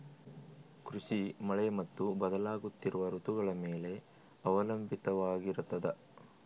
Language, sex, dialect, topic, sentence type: Kannada, male, Northeastern, agriculture, statement